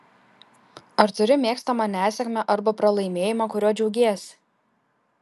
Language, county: Lithuanian, Kaunas